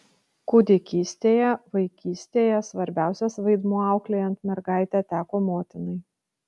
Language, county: Lithuanian, Kaunas